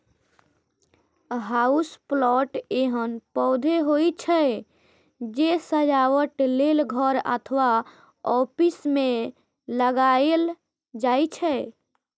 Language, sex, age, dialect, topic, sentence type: Maithili, female, 25-30, Eastern / Thethi, agriculture, statement